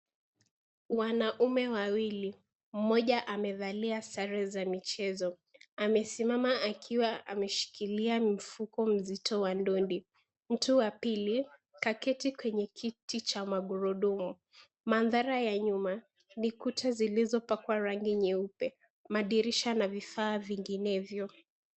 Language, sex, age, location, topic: Swahili, female, 18-24, Kisii, education